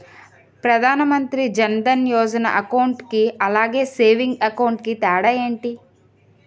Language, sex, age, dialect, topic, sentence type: Telugu, female, 25-30, Utterandhra, banking, question